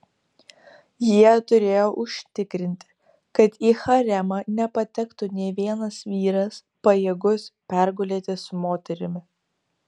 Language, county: Lithuanian, Kaunas